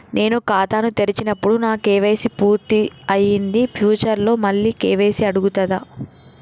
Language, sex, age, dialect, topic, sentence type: Telugu, female, 18-24, Telangana, banking, question